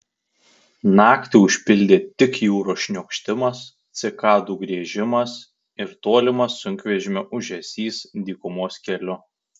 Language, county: Lithuanian, Tauragė